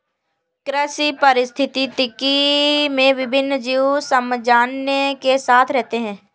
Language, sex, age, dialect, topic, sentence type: Hindi, female, 56-60, Kanauji Braj Bhasha, agriculture, statement